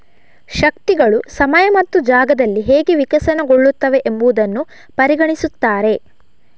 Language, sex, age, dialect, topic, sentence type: Kannada, female, 51-55, Coastal/Dakshin, agriculture, statement